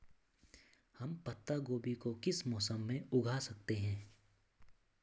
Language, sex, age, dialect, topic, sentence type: Hindi, male, 25-30, Garhwali, agriculture, question